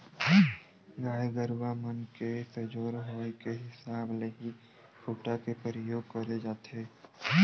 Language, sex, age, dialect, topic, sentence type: Chhattisgarhi, male, 18-24, Western/Budati/Khatahi, agriculture, statement